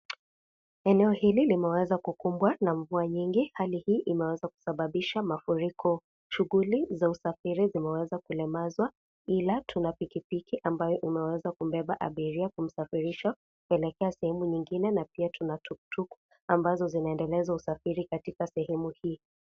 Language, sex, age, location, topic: Swahili, female, 25-35, Kisii, health